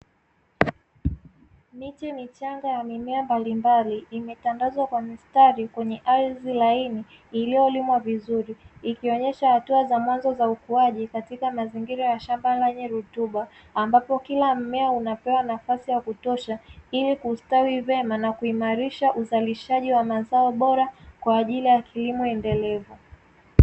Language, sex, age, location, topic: Swahili, female, 18-24, Dar es Salaam, agriculture